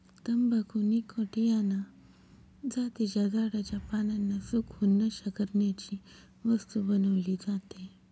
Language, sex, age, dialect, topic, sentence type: Marathi, female, 25-30, Northern Konkan, agriculture, statement